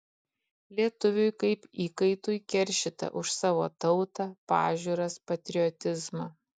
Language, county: Lithuanian, Kaunas